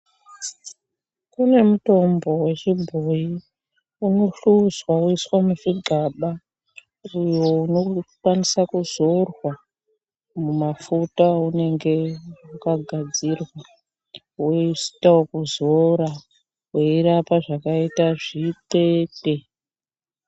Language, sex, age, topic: Ndau, female, 18-24, health